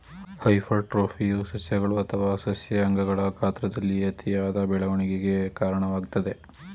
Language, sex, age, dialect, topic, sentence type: Kannada, male, 18-24, Mysore Kannada, agriculture, statement